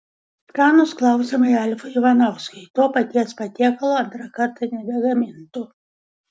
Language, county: Lithuanian, Vilnius